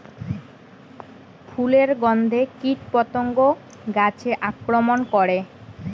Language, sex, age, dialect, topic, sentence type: Bengali, female, 18-24, Rajbangshi, agriculture, question